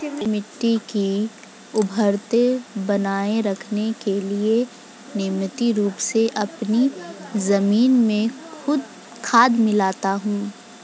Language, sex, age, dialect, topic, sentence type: Hindi, female, 25-30, Hindustani Malvi Khadi Boli, agriculture, statement